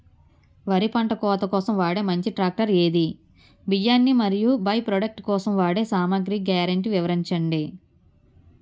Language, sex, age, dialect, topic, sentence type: Telugu, female, 31-35, Utterandhra, agriculture, question